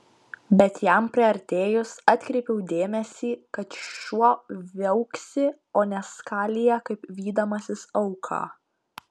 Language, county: Lithuanian, Panevėžys